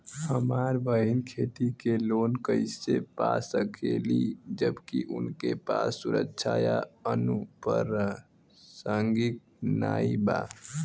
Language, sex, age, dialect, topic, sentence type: Bhojpuri, female, 18-24, Western, agriculture, statement